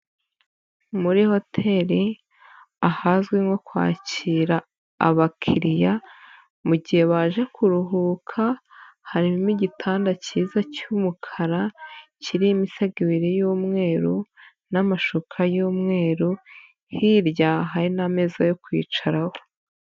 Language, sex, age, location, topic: Kinyarwanda, female, 25-35, Nyagatare, finance